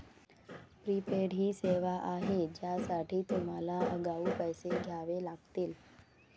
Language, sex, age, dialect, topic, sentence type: Marathi, female, 60-100, Varhadi, banking, statement